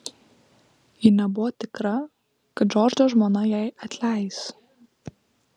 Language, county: Lithuanian, Vilnius